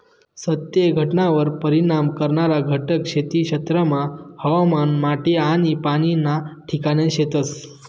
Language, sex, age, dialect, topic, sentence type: Marathi, male, 31-35, Northern Konkan, agriculture, statement